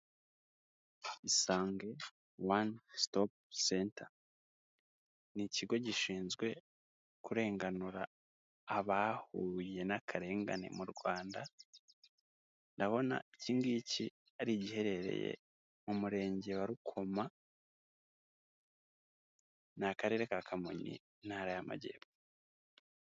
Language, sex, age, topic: Kinyarwanda, male, 25-35, health